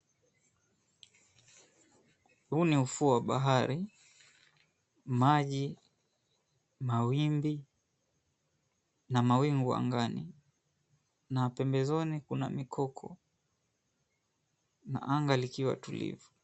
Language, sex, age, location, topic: Swahili, male, 25-35, Mombasa, government